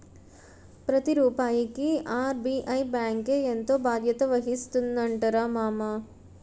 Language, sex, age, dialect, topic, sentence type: Telugu, female, 18-24, Utterandhra, banking, statement